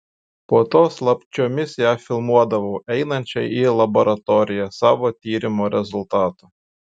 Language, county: Lithuanian, Šiauliai